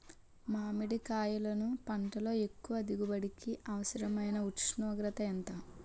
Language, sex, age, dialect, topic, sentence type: Telugu, male, 25-30, Utterandhra, agriculture, question